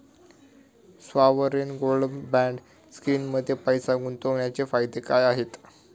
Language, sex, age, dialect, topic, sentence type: Marathi, male, 18-24, Standard Marathi, banking, question